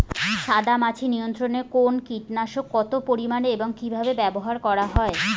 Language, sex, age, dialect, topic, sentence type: Bengali, female, 25-30, Rajbangshi, agriculture, question